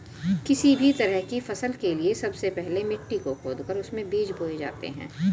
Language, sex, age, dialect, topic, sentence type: Hindi, female, 41-45, Hindustani Malvi Khadi Boli, agriculture, statement